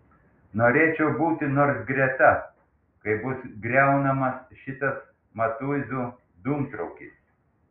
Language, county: Lithuanian, Panevėžys